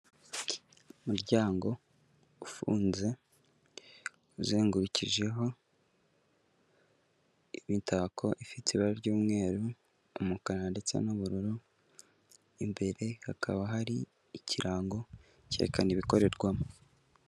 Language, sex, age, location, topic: Kinyarwanda, male, 18-24, Kigali, finance